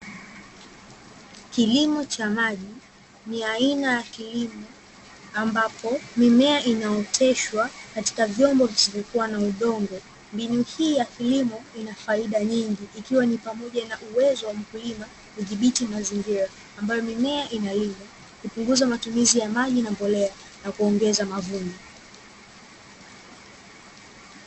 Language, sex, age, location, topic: Swahili, female, 18-24, Dar es Salaam, agriculture